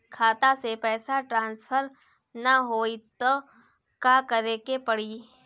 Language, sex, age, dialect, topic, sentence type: Bhojpuri, female, 18-24, Northern, banking, question